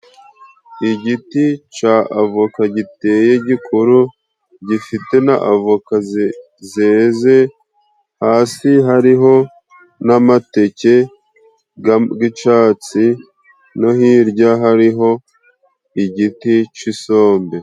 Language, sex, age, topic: Kinyarwanda, male, 25-35, agriculture